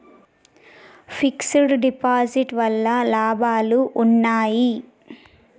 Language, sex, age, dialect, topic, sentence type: Telugu, female, 18-24, Telangana, banking, question